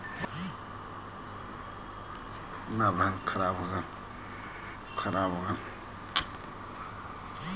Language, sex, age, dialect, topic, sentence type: Bhojpuri, male, 36-40, Western, banking, question